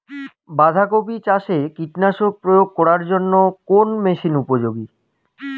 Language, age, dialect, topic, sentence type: Bengali, 25-30, Rajbangshi, agriculture, question